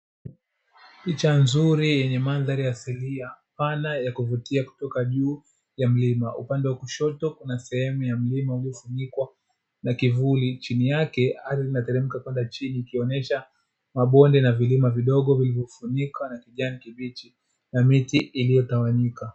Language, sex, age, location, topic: Swahili, male, 25-35, Dar es Salaam, agriculture